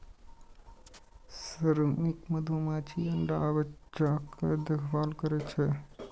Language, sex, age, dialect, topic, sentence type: Maithili, male, 18-24, Eastern / Thethi, agriculture, statement